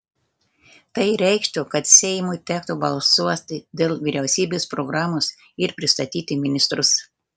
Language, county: Lithuanian, Telšiai